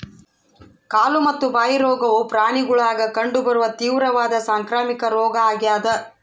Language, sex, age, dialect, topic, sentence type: Kannada, female, 31-35, Central, agriculture, statement